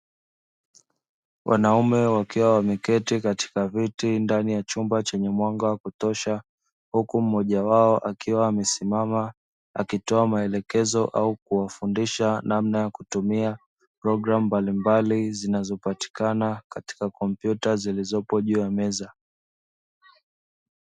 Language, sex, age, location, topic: Swahili, male, 25-35, Dar es Salaam, education